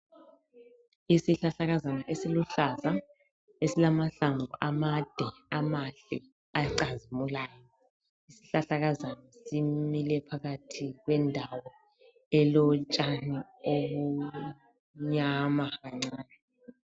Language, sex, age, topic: North Ndebele, female, 36-49, health